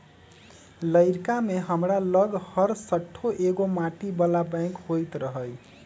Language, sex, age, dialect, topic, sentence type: Magahi, male, 18-24, Western, banking, statement